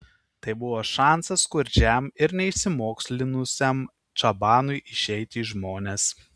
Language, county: Lithuanian, Kaunas